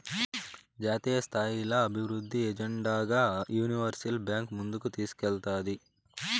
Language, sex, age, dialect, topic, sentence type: Telugu, male, 18-24, Southern, banking, statement